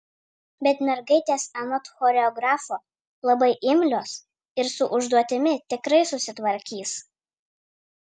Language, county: Lithuanian, Vilnius